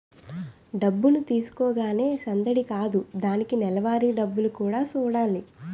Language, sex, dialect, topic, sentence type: Telugu, female, Utterandhra, banking, statement